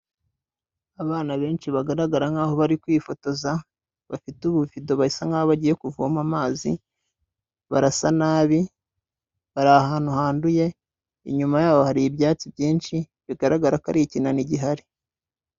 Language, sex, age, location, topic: Kinyarwanda, male, 25-35, Kigali, health